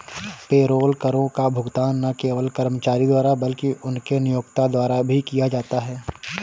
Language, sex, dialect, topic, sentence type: Hindi, male, Awadhi Bundeli, banking, statement